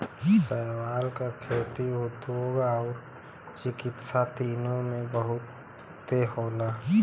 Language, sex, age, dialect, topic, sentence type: Bhojpuri, female, 31-35, Western, agriculture, statement